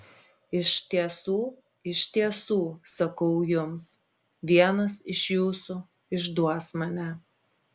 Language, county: Lithuanian, Klaipėda